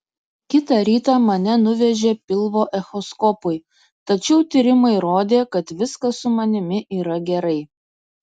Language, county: Lithuanian, Kaunas